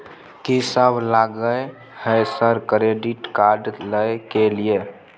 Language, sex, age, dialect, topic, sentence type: Maithili, male, 18-24, Bajjika, banking, question